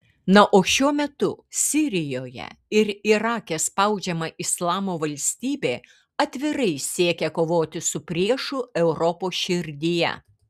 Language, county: Lithuanian, Kaunas